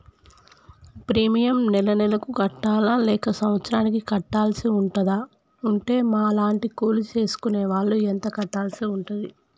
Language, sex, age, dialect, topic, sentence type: Telugu, male, 25-30, Telangana, banking, question